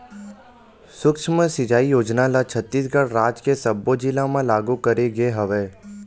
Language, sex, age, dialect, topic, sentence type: Chhattisgarhi, male, 18-24, Western/Budati/Khatahi, agriculture, statement